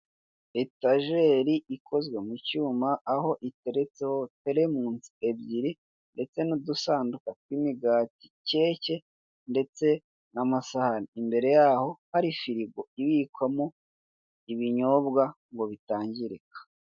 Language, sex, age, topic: Kinyarwanda, male, 25-35, finance